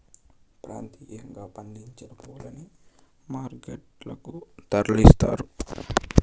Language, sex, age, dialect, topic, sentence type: Telugu, male, 18-24, Southern, agriculture, statement